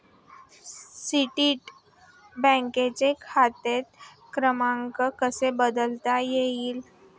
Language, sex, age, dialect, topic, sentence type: Marathi, female, 25-30, Standard Marathi, banking, statement